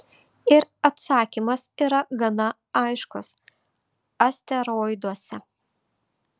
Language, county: Lithuanian, Vilnius